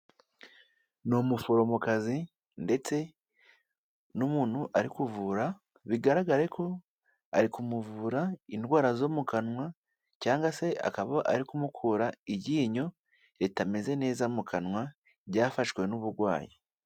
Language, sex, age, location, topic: Kinyarwanda, male, 18-24, Kigali, health